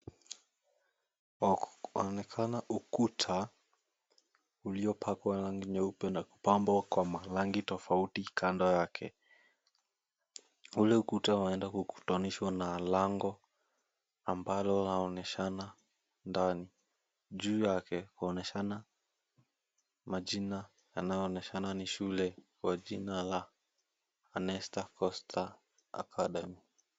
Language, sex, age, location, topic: Swahili, male, 18-24, Mombasa, education